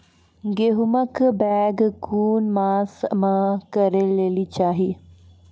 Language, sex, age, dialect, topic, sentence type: Maithili, female, 41-45, Angika, agriculture, question